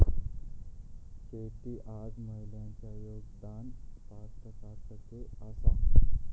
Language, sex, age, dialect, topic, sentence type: Marathi, male, 18-24, Southern Konkan, agriculture, statement